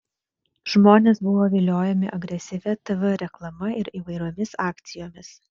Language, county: Lithuanian, Vilnius